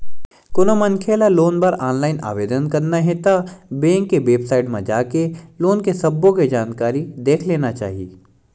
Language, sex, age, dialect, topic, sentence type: Chhattisgarhi, male, 18-24, Western/Budati/Khatahi, banking, statement